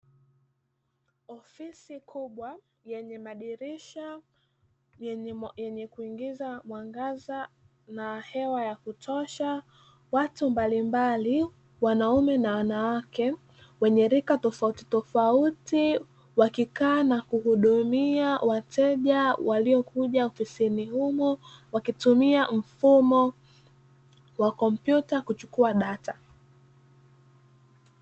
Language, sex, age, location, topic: Swahili, female, 18-24, Dar es Salaam, finance